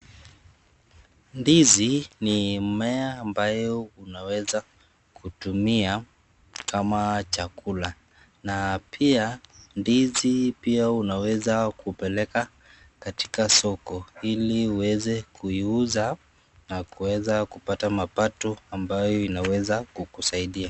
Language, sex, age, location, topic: Swahili, male, 50+, Nakuru, agriculture